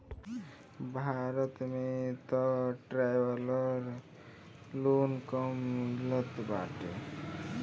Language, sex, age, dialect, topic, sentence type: Bhojpuri, male, 18-24, Northern, banking, statement